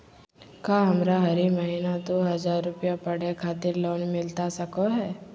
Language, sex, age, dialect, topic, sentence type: Magahi, female, 25-30, Southern, banking, question